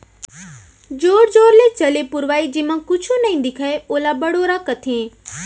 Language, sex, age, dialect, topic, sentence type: Chhattisgarhi, female, 25-30, Central, agriculture, statement